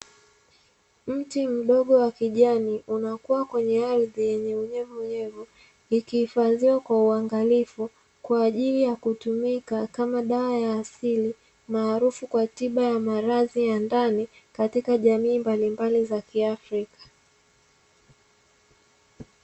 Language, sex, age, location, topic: Swahili, female, 18-24, Dar es Salaam, health